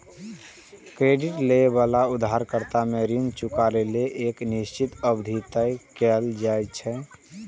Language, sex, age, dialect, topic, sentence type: Maithili, male, 18-24, Eastern / Thethi, banking, statement